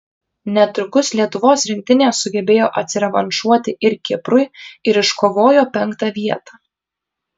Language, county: Lithuanian, Kaunas